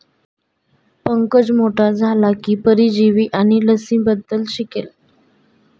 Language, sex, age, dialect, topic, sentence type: Marathi, female, 25-30, Standard Marathi, agriculture, statement